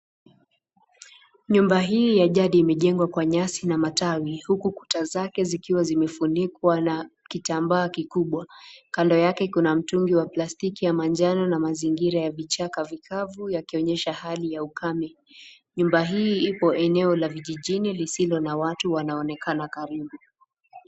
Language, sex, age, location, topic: Swahili, female, 18-24, Nakuru, health